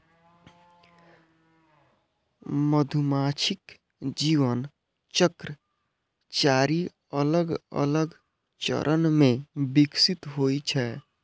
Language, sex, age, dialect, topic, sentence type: Maithili, male, 25-30, Eastern / Thethi, agriculture, statement